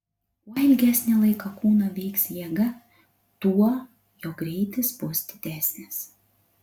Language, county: Lithuanian, Utena